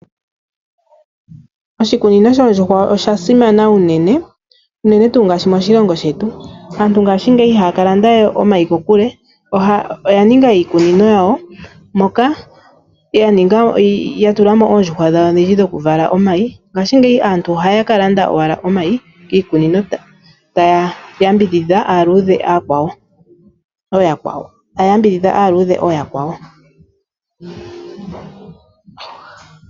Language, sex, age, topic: Oshiwambo, female, 25-35, agriculture